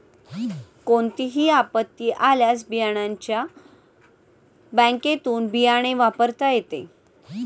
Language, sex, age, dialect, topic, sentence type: Marathi, female, 31-35, Standard Marathi, agriculture, statement